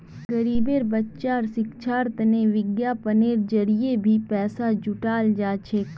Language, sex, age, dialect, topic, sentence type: Magahi, female, 25-30, Northeastern/Surjapuri, banking, statement